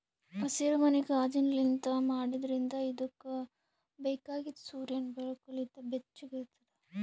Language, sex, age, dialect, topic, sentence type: Kannada, female, 18-24, Northeastern, agriculture, statement